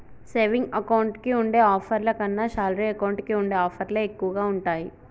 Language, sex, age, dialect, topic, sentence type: Telugu, female, 18-24, Telangana, banking, statement